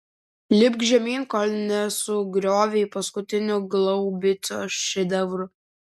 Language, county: Lithuanian, Vilnius